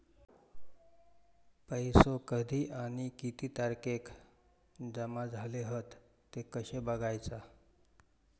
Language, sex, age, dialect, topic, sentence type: Marathi, male, 46-50, Southern Konkan, banking, question